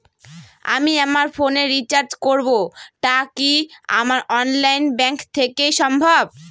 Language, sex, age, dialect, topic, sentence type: Bengali, female, 25-30, Northern/Varendri, banking, question